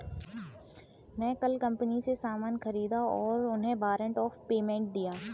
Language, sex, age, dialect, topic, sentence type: Hindi, female, 18-24, Kanauji Braj Bhasha, banking, statement